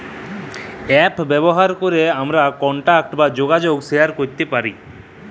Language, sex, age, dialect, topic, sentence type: Bengali, male, 25-30, Jharkhandi, banking, statement